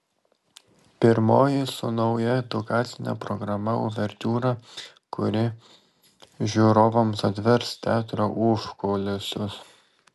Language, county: Lithuanian, Vilnius